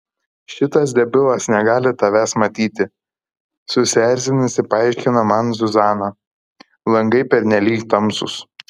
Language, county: Lithuanian, Kaunas